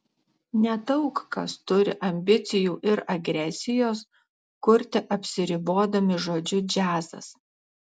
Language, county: Lithuanian, Alytus